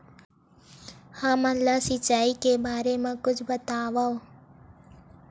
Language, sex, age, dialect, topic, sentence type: Chhattisgarhi, female, 18-24, Western/Budati/Khatahi, agriculture, question